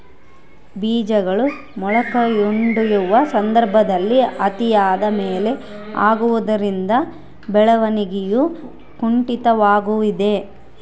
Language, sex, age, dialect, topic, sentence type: Kannada, female, 31-35, Central, agriculture, question